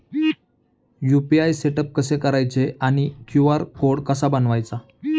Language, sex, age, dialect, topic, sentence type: Marathi, male, 31-35, Standard Marathi, banking, question